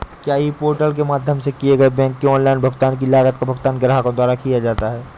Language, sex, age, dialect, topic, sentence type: Hindi, male, 18-24, Awadhi Bundeli, banking, question